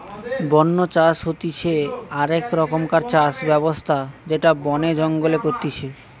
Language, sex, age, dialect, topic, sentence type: Bengali, male, 18-24, Western, agriculture, statement